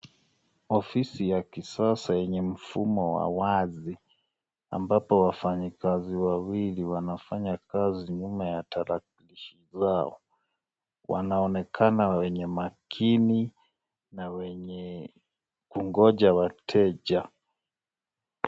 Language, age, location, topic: Swahili, 36-49, Nakuru, government